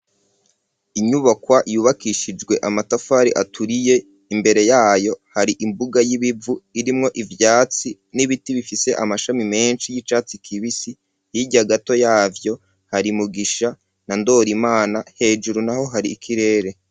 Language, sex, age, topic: Rundi, male, 36-49, education